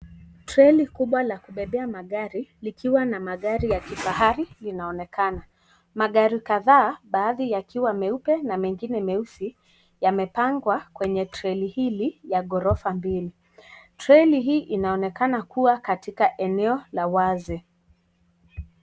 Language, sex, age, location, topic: Swahili, female, 18-24, Kisii, finance